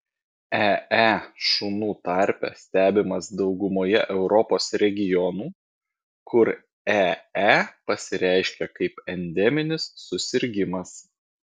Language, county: Lithuanian, Vilnius